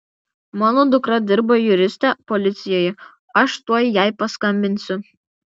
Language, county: Lithuanian, Kaunas